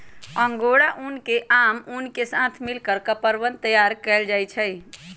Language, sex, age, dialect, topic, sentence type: Magahi, male, 25-30, Western, agriculture, statement